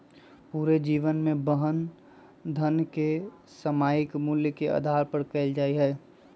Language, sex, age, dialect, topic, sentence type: Magahi, male, 25-30, Western, banking, statement